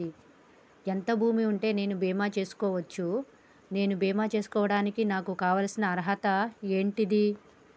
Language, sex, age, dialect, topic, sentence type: Telugu, female, 25-30, Telangana, agriculture, question